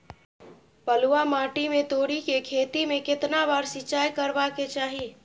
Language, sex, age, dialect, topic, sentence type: Maithili, female, 31-35, Bajjika, agriculture, question